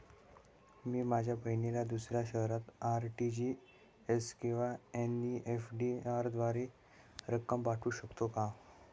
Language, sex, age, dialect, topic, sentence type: Marathi, male, 18-24, Standard Marathi, banking, question